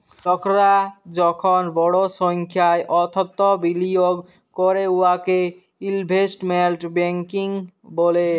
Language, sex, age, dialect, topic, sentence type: Bengali, male, 18-24, Jharkhandi, banking, statement